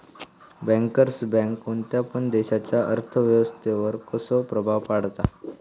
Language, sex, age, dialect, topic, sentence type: Marathi, male, 18-24, Southern Konkan, banking, statement